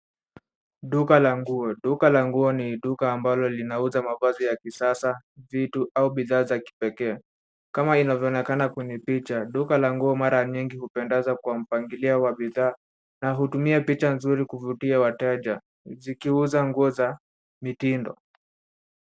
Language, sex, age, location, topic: Swahili, male, 18-24, Nairobi, finance